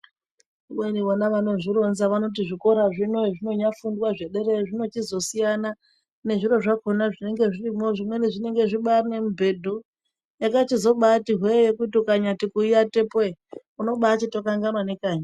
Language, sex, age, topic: Ndau, male, 18-24, education